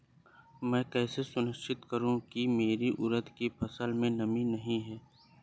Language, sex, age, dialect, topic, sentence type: Hindi, male, 25-30, Awadhi Bundeli, agriculture, question